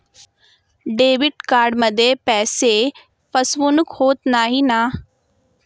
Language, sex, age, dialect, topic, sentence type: Marathi, female, 18-24, Standard Marathi, banking, question